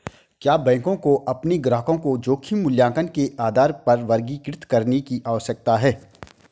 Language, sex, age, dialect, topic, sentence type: Hindi, male, 25-30, Hindustani Malvi Khadi Boli, banking, question